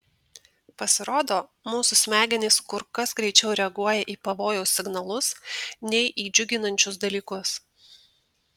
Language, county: Lithuanian, Tauragė